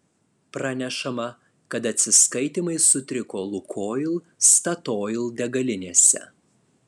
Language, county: Lithuanian, Alytus